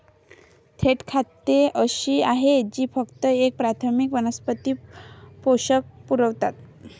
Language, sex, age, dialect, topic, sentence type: Marathi, male, 31-35, Varhadi, agriculture, statement